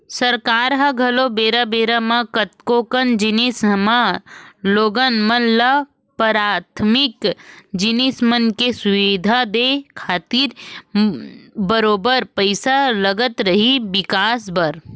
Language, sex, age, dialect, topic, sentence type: Chhattisgarhi, female, 36-40, Western/Budati/Khatahi, banking, statement